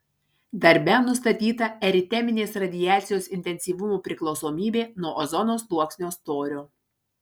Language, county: Lithuanian, Marijampolė